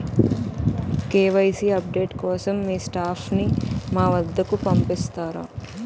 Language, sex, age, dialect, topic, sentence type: Telugu, female, 18-24, Utterandhra, banking, question